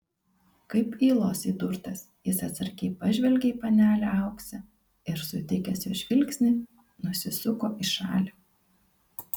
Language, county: Lithuanian, Kaunas